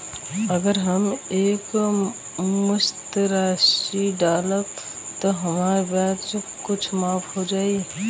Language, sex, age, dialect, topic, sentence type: Bhojpuri, female, 18-24, Western, banking, question